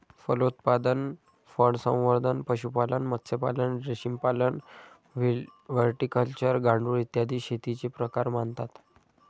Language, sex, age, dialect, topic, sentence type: Marathi, male, 25-30, Standard Marathi, agriculture, statement